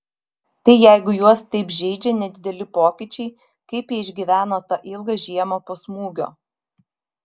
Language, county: Lithuanian, Vilnius